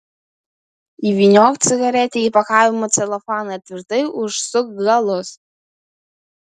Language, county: Lithuanian, Kaunas